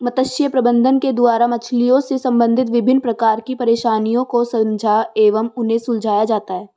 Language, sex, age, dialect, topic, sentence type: Hindi, female, 18-24, Marwari Dhudhari, agriculture, statement